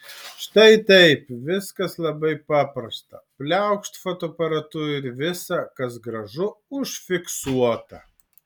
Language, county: Lithuanian, Alytus